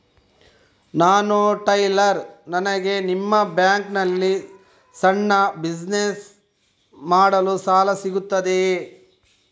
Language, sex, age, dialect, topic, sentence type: Kannada, male, 25-30, Coastal/Dakshin, banking, question